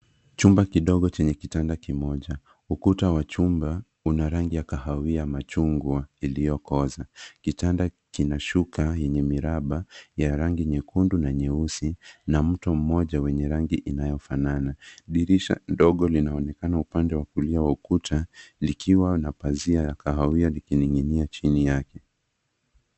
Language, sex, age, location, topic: Swahili, male, 18-24, Nairobi, education